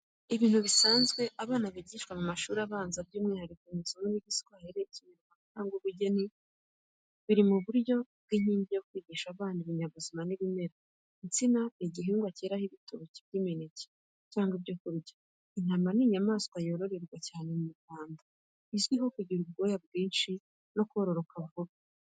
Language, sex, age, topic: Kinyarwanda, female, 25-35, education